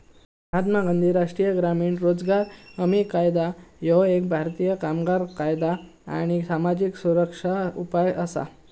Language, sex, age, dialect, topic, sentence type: Marathi, male, 18-24, Southern Konkan, banking, statement